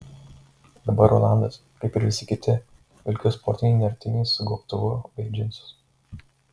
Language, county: Lithuanian, Marijampolė